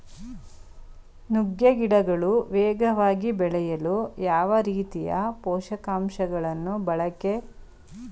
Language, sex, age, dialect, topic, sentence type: Kannada, female, 36-40, Mysore Kannada, agriculture, question